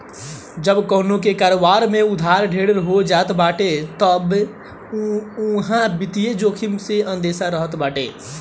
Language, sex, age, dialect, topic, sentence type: Bhojpuri, male, 18-24, Northern, banking, statement